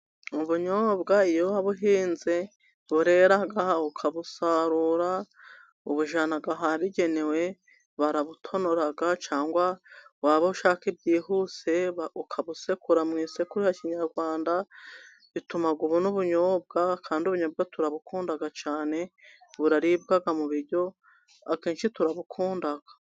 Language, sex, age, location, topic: Kinyarwanda, female, 36-49, Musanze, agriculture